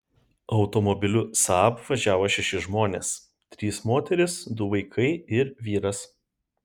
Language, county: Lithuanian, Kaunas